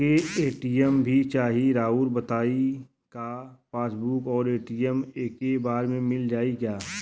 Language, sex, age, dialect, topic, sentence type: Bhojpuri, male, 31-35, Western, banking, question